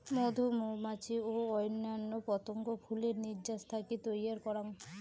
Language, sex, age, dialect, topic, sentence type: Bengali, female, 18-24, Rajbangshi, agriculture, statement